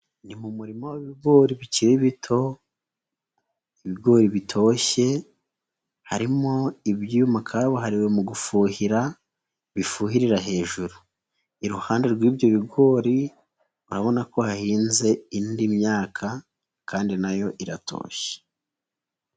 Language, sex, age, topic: Kinyarwanda, female, 25-35, agriculture